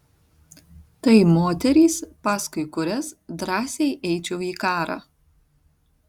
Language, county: Lithuanian, Tauragė